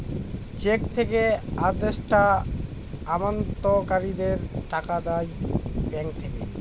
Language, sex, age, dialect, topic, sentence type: Bengali, male, <18, Northern/Varendri, banking, statement